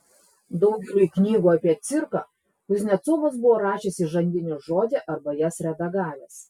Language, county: Lithuanian, Klaipėda